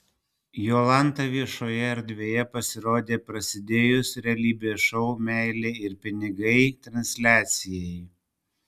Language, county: Lithuanian, Panevėžys